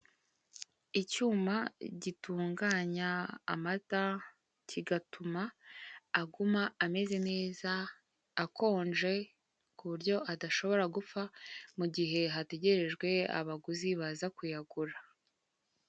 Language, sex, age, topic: Kinyarwanda, female, 18-24, finance